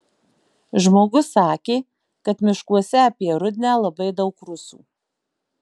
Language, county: Lithuanian, Marijampolė